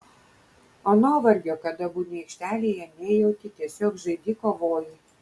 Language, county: Lithuanian, Kaunas